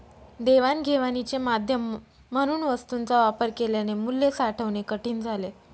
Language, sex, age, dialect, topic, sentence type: Marathi, female, 25-30, Northern Konkan, banking, statement